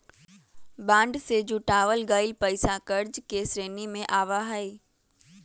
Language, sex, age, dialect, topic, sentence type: Magahi, female, 18-24, Western, banking, statement